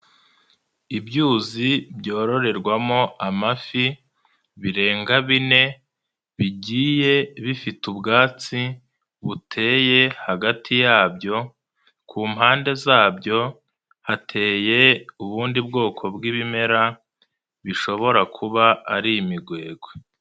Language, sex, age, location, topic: Kinyarwanda, male, 25-35, Nyagatare, agriculture